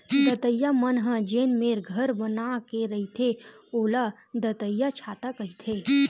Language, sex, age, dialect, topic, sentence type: Chhattisgarhi, female, 18-24, Western/Budati/Khatahi, agriculture, statement